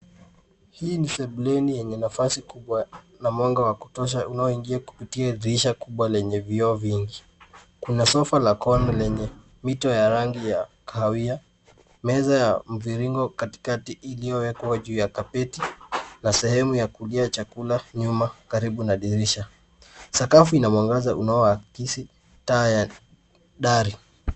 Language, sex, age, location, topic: Swahili, male, 18-24, Nairobi, education